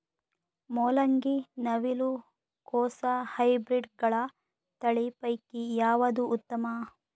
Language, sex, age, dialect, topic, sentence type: Kannada, female, 31-35, Northeastern, agriculture, question